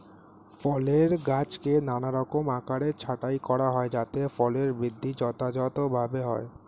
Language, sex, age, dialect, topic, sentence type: Bengali, male, 18-24, Standard Colloquial, agriculture, statement